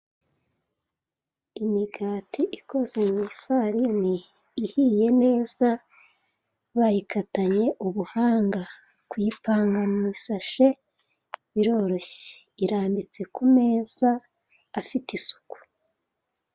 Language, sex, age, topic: Kinyarwanda, female, 36-49, finance